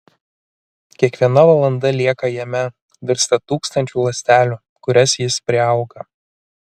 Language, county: Lithuanian, Kaunas